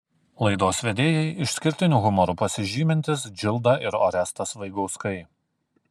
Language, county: Lithuanian, Kaunas